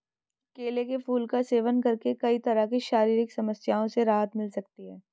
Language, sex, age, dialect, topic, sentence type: Hindi, female, 18-24, Hindustani Malvi Khadi Boli, agriculture, statement